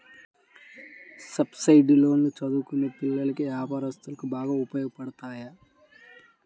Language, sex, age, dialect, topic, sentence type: Telugu, male, 18-24, Central/Coastal, banking, statement